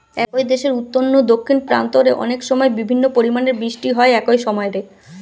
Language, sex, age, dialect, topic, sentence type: Bengali, female, 25-30, Western, agriculture, statement